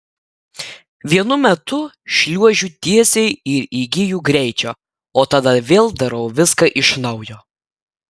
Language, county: Lithuanian, Klaipėda